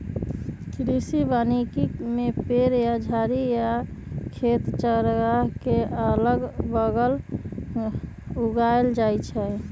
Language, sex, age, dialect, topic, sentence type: Magahi, male, 18-24, Western, agriculture, statement